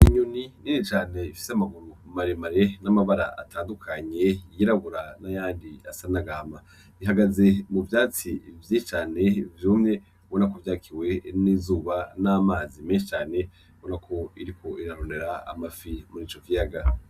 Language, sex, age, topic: Rundi, male, 25-35, agriculture